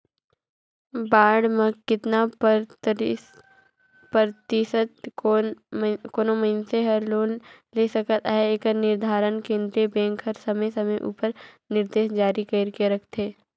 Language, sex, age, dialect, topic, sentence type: Chhattisgarhi, female, 56-60, Northern/Bhandar, banking, statement